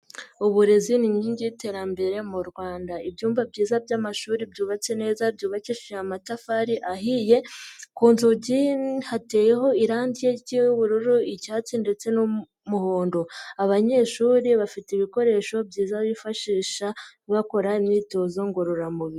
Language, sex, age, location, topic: Kinyarwanda, female, 50+, Nyagatare, education